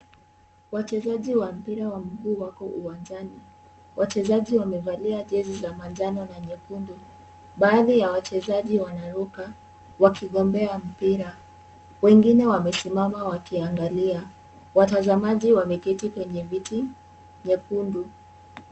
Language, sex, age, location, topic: Swahili, male, 18-24, Kisumu, government